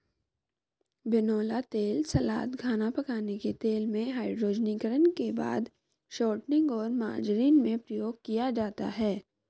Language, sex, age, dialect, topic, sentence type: Hindi, female, 25-30, Hindustani Malvi Khadi Boli, agriculture, statement